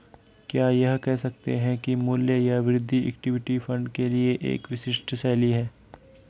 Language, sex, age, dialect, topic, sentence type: Hindi, male, 56-60, Garhwali, banking, statement